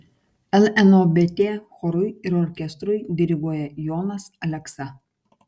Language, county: Lithuanian, Kaunas